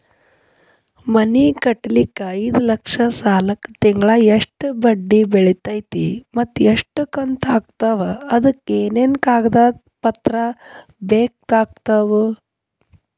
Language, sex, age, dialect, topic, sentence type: Kannada, female, 31-35, Dharwad Kannada, banking, question